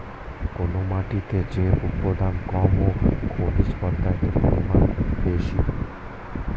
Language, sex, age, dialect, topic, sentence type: Bengali, male, 25-30, Standard Colloquial, agriculture, question